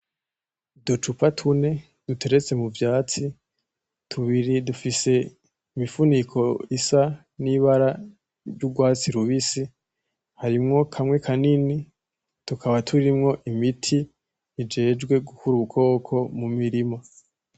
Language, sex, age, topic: Rundi, male, 18-24, agriculture